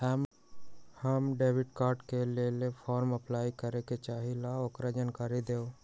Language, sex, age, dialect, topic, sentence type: Magahi, male, 60-100, Western, banking, question